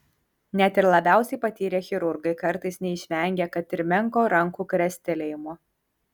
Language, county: Lithuanian, Kaunas